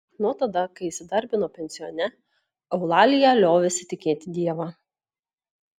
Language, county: Lithuanian, Klaipėda